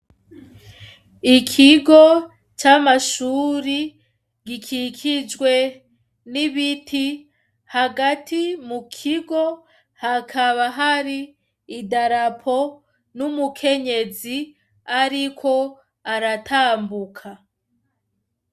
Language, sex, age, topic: Rundi, female, 25-35, education